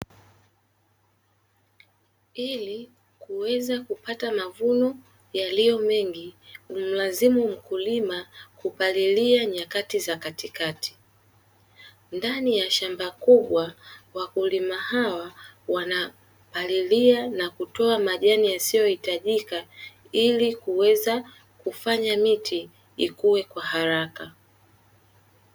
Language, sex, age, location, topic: Swahili, female, 18-24, Dar es Salaam, agriculture